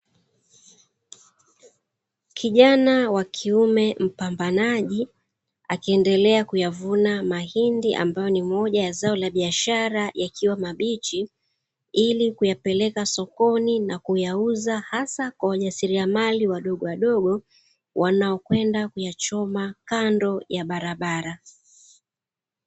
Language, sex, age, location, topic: Swahili, female, 36-49, Dar es Salaam, agriculture